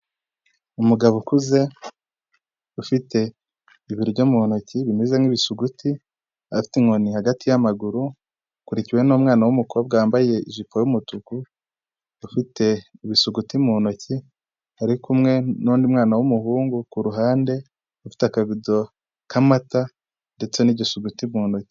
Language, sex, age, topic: Kinyarwanda, male, 18-24, health